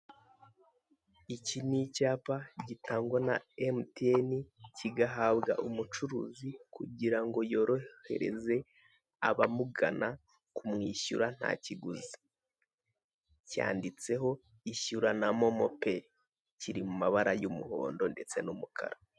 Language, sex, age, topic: Kinyarwanda, male, 18-24, finance